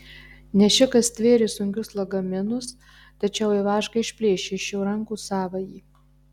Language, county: Lithuanian, Marijampolė